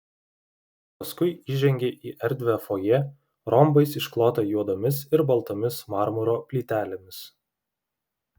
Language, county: Lithuanian, Vilnius